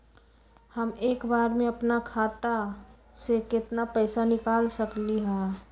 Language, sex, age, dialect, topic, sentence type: Magahi, female, 18-24, Western, banking, question